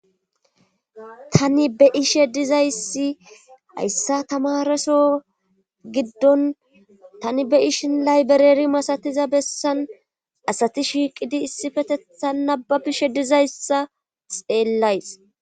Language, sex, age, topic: Gamo, female, 25-35, government